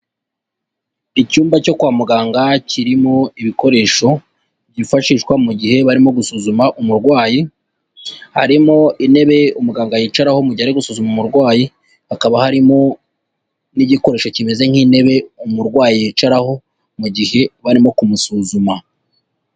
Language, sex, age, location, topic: Kinyarwanda, female, 36-49, Huye, health